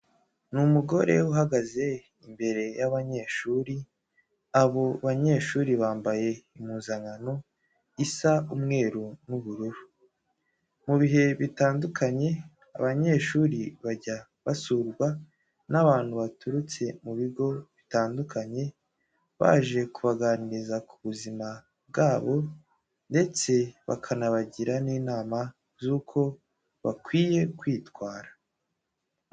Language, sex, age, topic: Kinyarwanda, male, 18-24, education